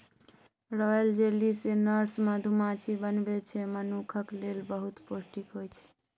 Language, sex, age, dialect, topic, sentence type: Maithili, female, 18-24, Bajjika, agriculture, statement